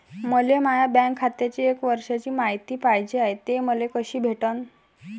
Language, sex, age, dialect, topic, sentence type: Marathi, female, 18-24, Varhadi, banking, question